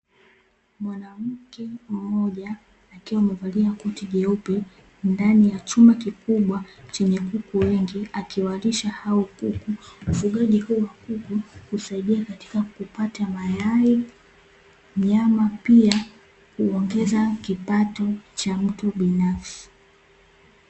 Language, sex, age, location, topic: Swahili, female, 18-24, Dar es Salaam, agriculture